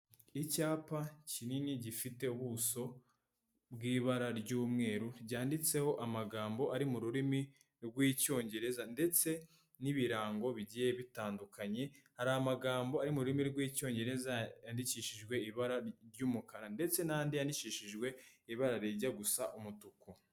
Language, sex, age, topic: Kinyarwanda, male, 18-24, health